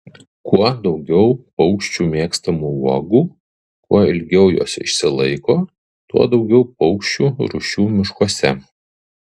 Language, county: Lithuanian, Kaunas